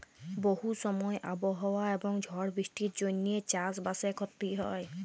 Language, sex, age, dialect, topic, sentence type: Bengali, female, 18-24, Jharkhandi, agriculture, statement